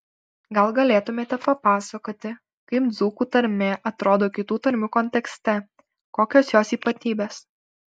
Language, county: Lithuanian, Alytus